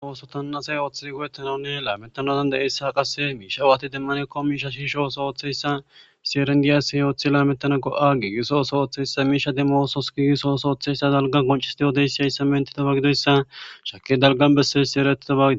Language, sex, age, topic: Gamo, male, 18-24, government